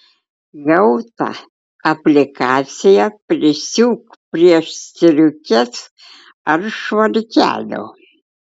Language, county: Lithuanian, Klaipėda